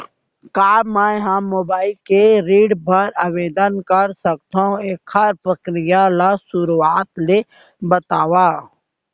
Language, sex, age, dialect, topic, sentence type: Chhattisgarhi, female, 18-24, Central, banking, question